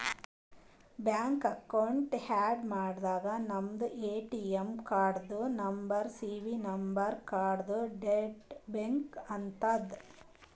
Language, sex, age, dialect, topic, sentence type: Kannada, female, 31-35, Northeastern, banking, statement